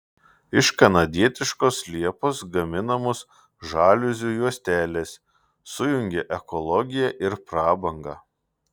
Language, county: Lithuanian, Šiauliai